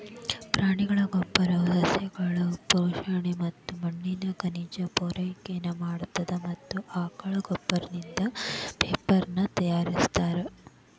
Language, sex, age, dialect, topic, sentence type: Kannada, female, 18-24, Dharwad Kannada, agriculture, statement